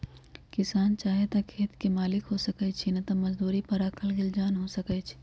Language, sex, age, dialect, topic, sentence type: Magahi, female, 31-35, Western, agriculture, statement